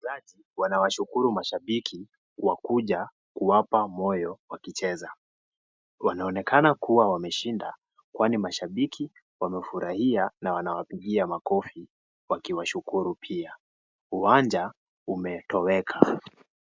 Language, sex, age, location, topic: Swahili, male, 18-24, Kisii, government